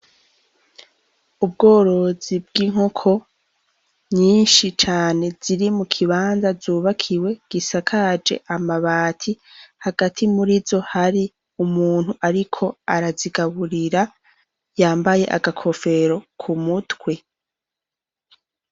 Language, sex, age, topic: Rundi, female, 18-24, agriculture